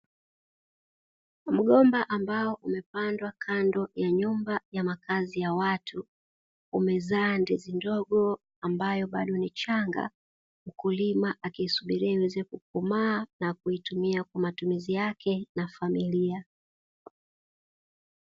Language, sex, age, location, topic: Swahili, female, 18-24, Dar es Salaam, agriculture